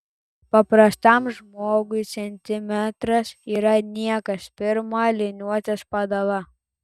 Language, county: Lithuanian, Telšiai